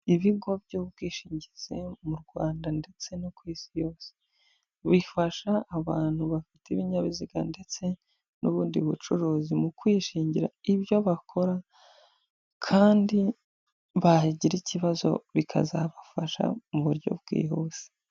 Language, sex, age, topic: Kinyarwanda, male, 25-35, finance